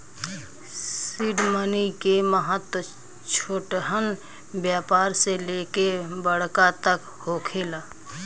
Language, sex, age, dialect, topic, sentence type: Bhojpuri, female, 25-30, Southern / Standard, banking, statement